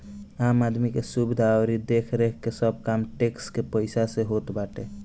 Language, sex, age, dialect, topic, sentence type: Bhojpuri, male, <18, Northern, banking, statement